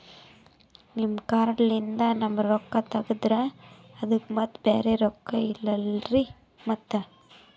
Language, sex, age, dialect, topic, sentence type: Kannada, female, 18-24, Northeastern, banking, question